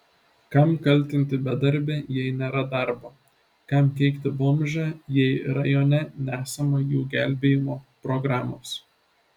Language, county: Lithuanian, Šiauliai